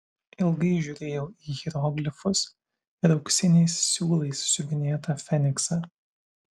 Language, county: Lithuanian, Vilnius